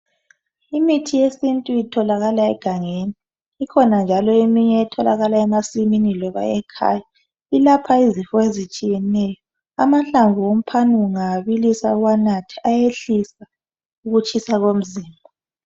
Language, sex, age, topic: North Ndebele, female, 25-35, health